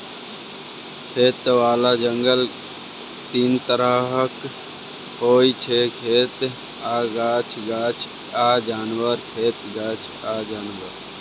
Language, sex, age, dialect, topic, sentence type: Maithili, male, 18-24, Bajjika, agriculture, statement